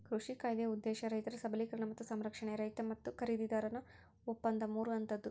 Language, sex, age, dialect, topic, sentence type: Kannada, female, 41-45, Central, agriculture, statement